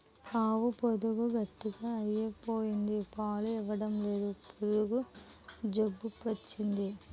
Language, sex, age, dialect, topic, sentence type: Telugu, female, 18-24, Utterandhra, agriculture, statement